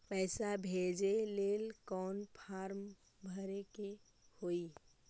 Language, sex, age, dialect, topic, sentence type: Magahi, female, 18-24, Central/Standard, banking, question